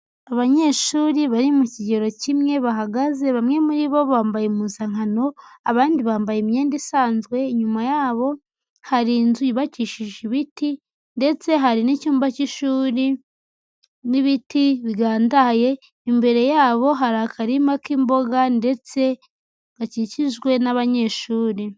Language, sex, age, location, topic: Kinyarwanda, female, 18-24, Huye, education